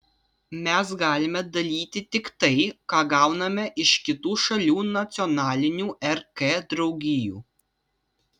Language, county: Lithuanian, Vilnius